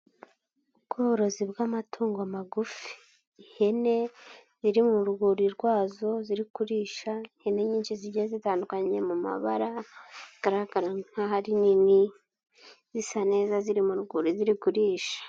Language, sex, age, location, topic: Kinyarwanda, male, 25-35, Nyagatare, agriculture